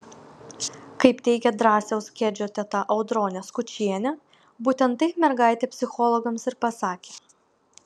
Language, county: Lithuanian, Vilnius